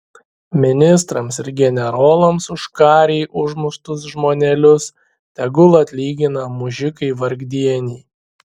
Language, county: Lithuanian, Šiauliai